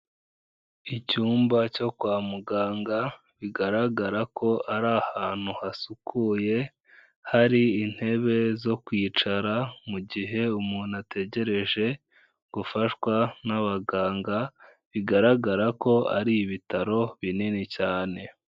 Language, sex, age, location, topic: Kinyarwanda, male, 18-24, Kigali, health